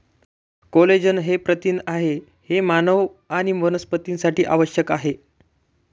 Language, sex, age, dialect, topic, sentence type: Marathi, male, 18-24, Northern Konkan, agriculture, statement